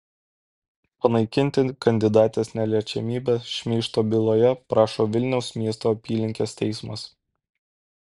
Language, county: Lithuanian, Kaunas